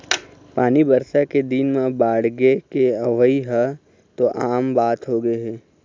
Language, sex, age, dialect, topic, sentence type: Chhattisgarhi, male, 18-24, Eastern, banking, statement